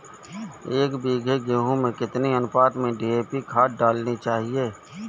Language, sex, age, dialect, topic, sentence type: Hindi, male, 36-40, Awadhi Bundeli, agriculture, question